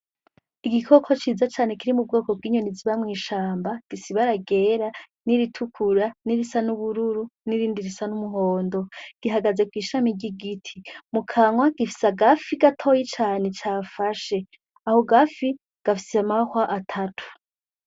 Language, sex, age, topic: Rundi, female, 18-24, agriculture